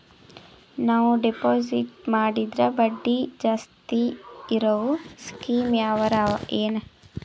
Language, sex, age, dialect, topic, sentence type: Kannada, female, 18-24, Northeastern, banking, question